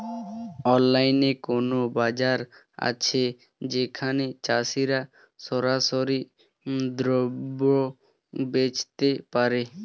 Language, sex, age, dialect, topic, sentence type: Bengali, male, 18-24, Standard Colloquial, agriculture, statement